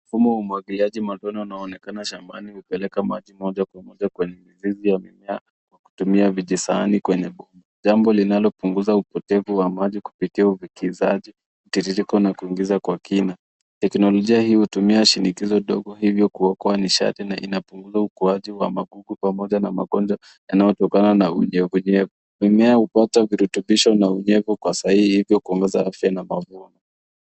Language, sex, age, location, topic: Swahili, male, 25-35, Nairobi, agriculture